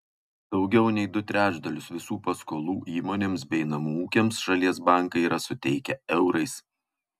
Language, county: Lithuanian, Kaunas